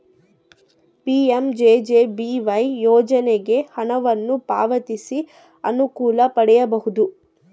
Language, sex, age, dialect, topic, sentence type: Kannada, female, 18-24, Central, banking, statement